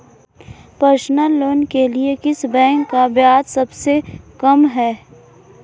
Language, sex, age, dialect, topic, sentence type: Hindi, female, 25-30, Marwari Dhudhari, banking, question